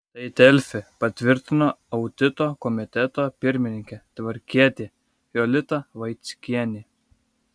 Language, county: Lithuanian, Kaunas